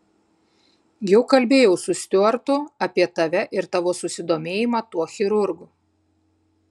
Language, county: Lithuanian, Klaipėda